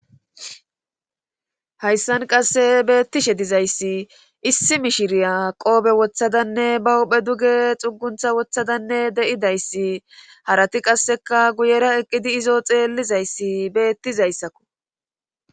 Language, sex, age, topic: Gamo, female, 36-49, government